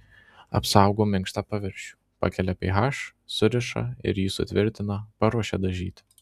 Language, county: Lithuanian, Marijampolė